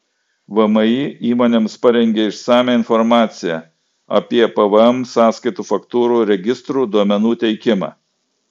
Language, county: Lithuanian, Klaipėda